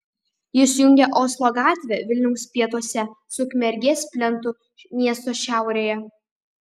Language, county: Lithuanian, Šiauliai